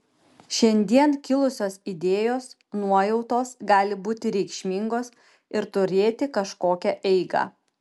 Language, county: Lithuanian, Kaunas